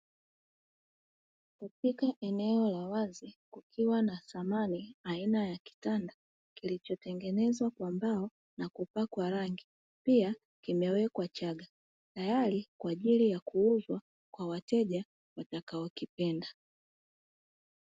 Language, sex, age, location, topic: Swahili, female, 25-35, Dar es Salaam, finance